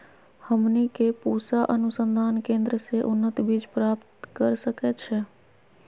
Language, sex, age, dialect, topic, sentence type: Magahi, female, 25-30, Western, agriculture, question